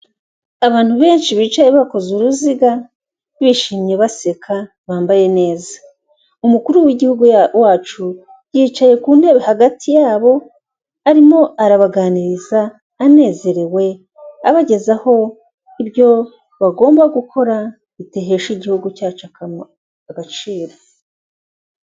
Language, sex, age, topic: Kinyarwanda, female, 36-49, government